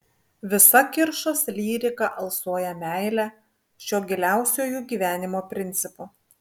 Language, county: Lithuanian, Vilnius